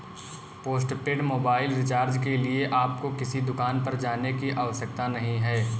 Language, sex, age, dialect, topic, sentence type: Hindi, male, 18-24, Kanauji Braj Bhasha, banking, statement